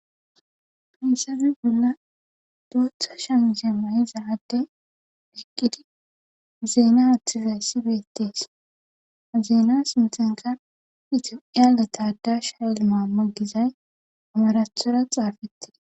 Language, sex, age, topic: Gamo, female, 18-24, government